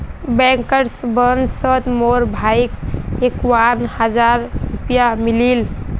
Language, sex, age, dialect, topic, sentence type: Magahi, female, 18-24, Northeastern/Surjapuri, banking, statement